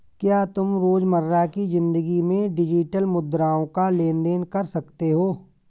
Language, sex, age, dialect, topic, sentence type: Hindi, male, 41-45, Awadhi Bundeli, banking, statement